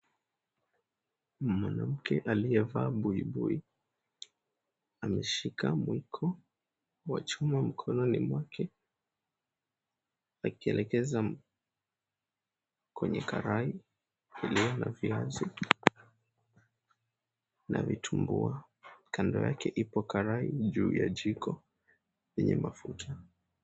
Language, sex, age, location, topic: Swahili, male, 18-24, Mombasa, agriculture